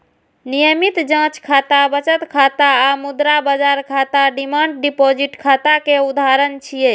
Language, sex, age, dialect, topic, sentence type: Maithili, female, 36-40, Eastern / Thethi, banking, statement